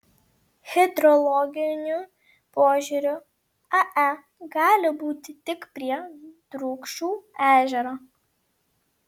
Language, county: Lithuanian, Vilnius